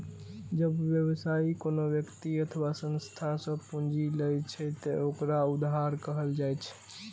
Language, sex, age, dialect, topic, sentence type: Maithili, male, 18-24, Eastern / Thethi, banking, statement